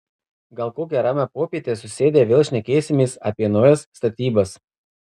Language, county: Lithuanian, Marijampolė